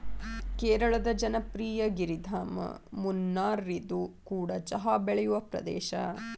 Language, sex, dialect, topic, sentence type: Kannada, female, Dharwad Kannada, agriculture, statement